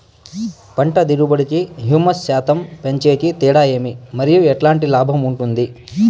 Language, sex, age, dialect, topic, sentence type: Telugu, male, 18-24, Southern, agriculture, question